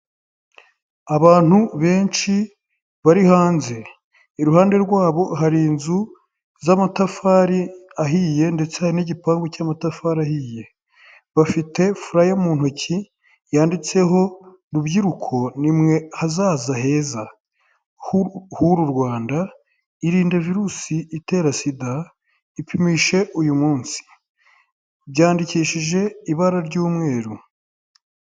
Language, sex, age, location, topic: Kinyarwanda, male, 18-24, Huye, health